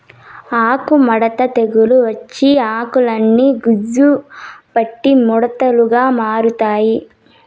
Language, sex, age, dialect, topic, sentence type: Telugu, female, 18-24, Southern, agriculture, statement